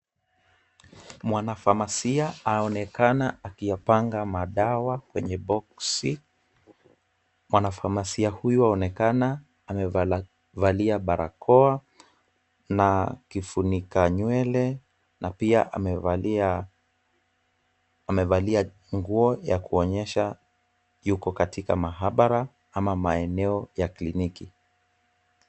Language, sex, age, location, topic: Swahili, male, 25-35, Kisumu, health